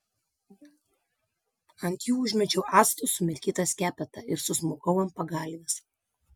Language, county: Lithuanian, Vilnius